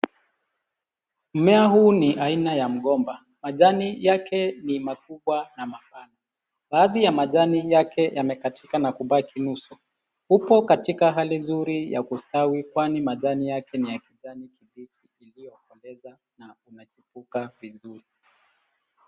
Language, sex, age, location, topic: Swahili, male, 36-49, Nairobi, health